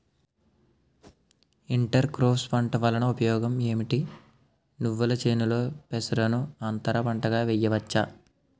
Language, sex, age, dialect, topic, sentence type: Telugu, male, 18-24, Utterandhra, agriculture, question